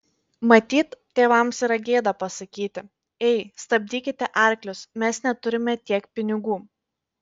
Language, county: Lithuanian, Panevėžys